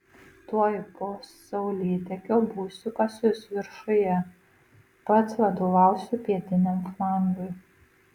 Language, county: Lithuanian, Marijampolė